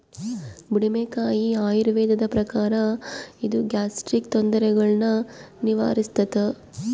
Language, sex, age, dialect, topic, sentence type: Kannada, female, 36-40, Central, agriculture, statement